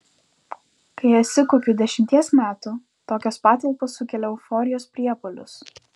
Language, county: Lithuanian, Vilnius